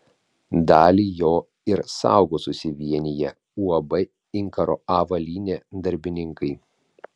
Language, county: Lithuanian, Vilnius